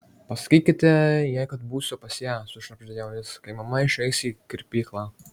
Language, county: Lithuanian, Marijampolė